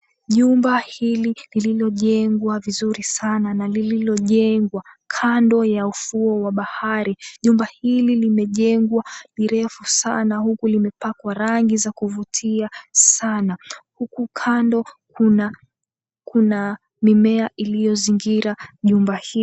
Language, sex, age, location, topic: Swahili, female, 18-24, Mombasa, government